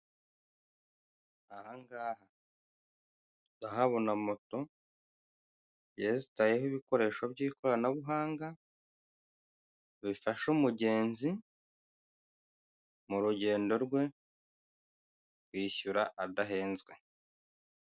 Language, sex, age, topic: Kinyarwanda, male, 25-35, finance